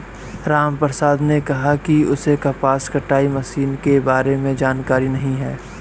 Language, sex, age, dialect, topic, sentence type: Hindi, male, 18-24, Awadhi Bundeli, agriculture, statement